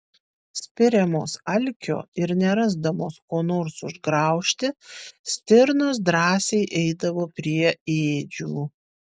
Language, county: Lithuanian, Vilnius